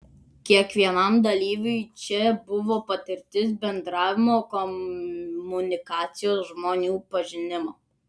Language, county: Lithuanian, Klaipėda